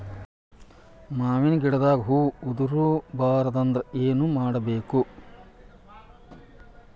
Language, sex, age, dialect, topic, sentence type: Kannada, male, 36-40, Dharwad Kannada, agriculture, question